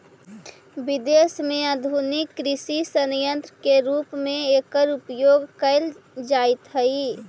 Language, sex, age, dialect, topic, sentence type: Magahi, female, 18-24, Central/Standard, banking, statement